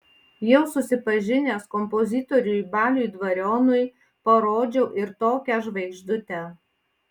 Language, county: Lithuanian, Panevėžys